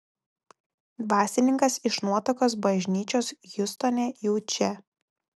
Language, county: Lithuanian, Telšiai